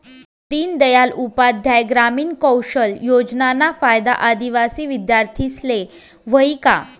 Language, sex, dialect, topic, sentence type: Marathi, female, Northern Konkan, banking, statement